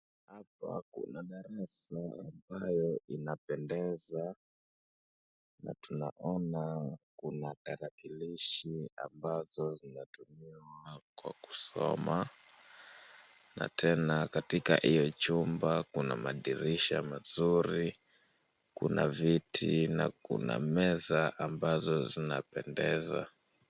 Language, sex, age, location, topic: Swahili, female, 36-49, Wajir, education